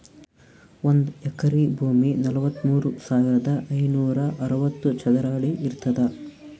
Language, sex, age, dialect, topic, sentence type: Kannada, male, 18-24, Northeastern, agriculture, statement